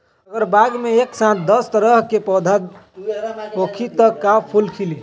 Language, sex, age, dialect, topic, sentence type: Magahi, male, 18-24, Western, agriculture, question